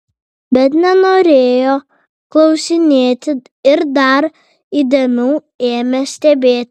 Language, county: Lithuanian, Vilnius